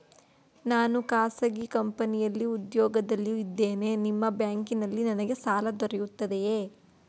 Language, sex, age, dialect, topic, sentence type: Kannada, female, 18-24, Mysore Kannada, banking, question